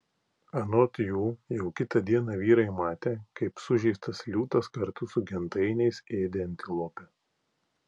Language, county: Lithuanian, Klaipėda